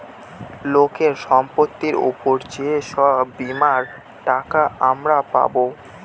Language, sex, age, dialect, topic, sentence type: Bengali, male, 18-24, Northern/Varendri, banking, statement